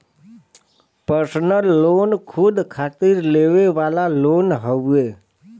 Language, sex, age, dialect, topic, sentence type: Bhojpuri, male, 25-30, Western, banking, statement